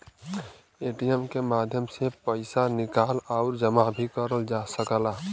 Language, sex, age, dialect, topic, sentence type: Bhojpuri, male, 25-30, Western, banking, statement